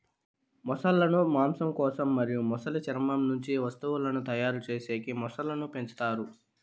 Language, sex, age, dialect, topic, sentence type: Telugu, male, 51-55, Southern, agriculture, statement